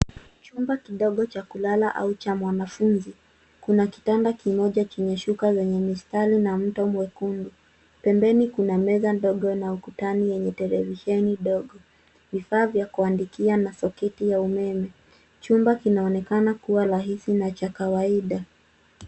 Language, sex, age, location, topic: Swahili, female, 18-24, Nairobi, education